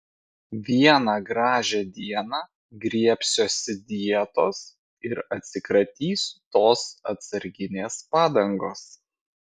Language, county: Lithuanian, Vilnius